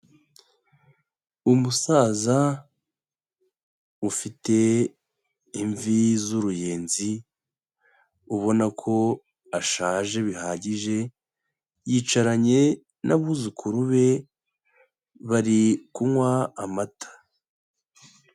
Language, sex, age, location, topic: Kinyarwanda, male, 25-35, Huye, health